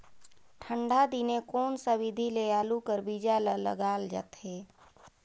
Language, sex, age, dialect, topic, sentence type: Chhattisgarhi, female, 31-35, Northern/Bhandar, agriculture, question